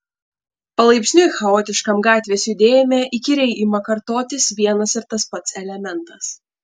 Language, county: Lithuanian, Panevėžys